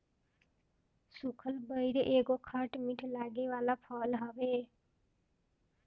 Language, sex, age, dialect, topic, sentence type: Bhojpuri, female, 18-24, Northern, agriculture, statement